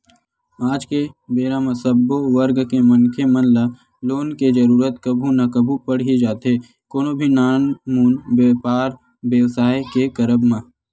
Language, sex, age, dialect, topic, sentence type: Chhattisgarhi, male, 18-24, Western/Budati/Khatahi, banking, statement